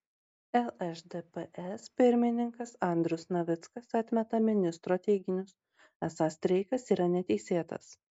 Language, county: Lithuanian, Marijampolė